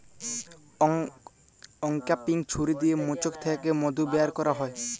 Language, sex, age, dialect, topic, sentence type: Bengali, male, 18-24, Jharkhandi, agriculture, statement